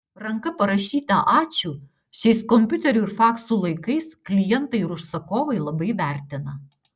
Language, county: Lithuanian, Utena